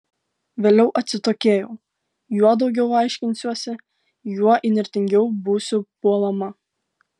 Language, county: Lithuanian, Klaipėda